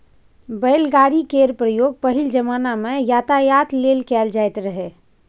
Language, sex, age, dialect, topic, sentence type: Maithili, female, 51-55, Bajjika, agriculture, statement